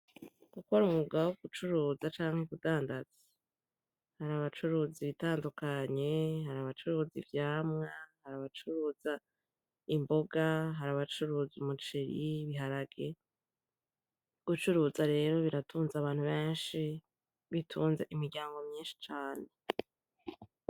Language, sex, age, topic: Rundi, female, 25-35, agriculture